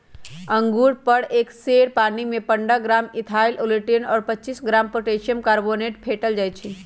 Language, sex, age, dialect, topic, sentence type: Magahi, female, 25-30, Western, agriculture, statement